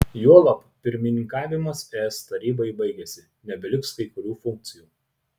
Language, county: Lithuanian, Utena